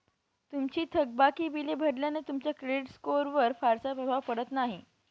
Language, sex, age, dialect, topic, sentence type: Marathi, female, 18-24, Northern Konkan, banking, statement